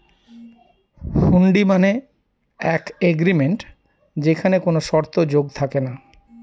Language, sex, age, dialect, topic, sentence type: Bengali, male, 41-45, Northern/Varendri, banking, statement